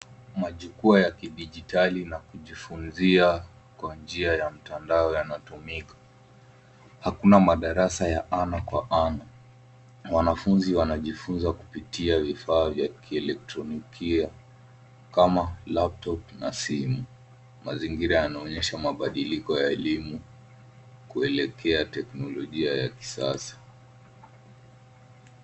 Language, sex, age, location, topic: Swahili, male, 18-24, Nairobi, education